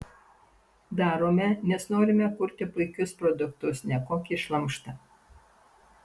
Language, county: Lithuanian, Panevėžys